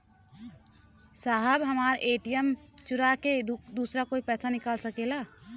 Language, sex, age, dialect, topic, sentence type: Bhojpuri, female, 18-24, Western, banking, question